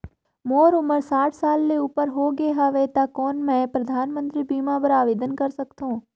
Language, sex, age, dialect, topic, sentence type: Chhattisgarhi, female, 31-35, Northern/Bhandar, banking, question